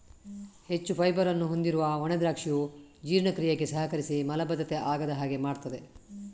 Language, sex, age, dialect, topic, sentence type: Kannada, female, 18-24, Coastal/Dakshin, agriculture, statement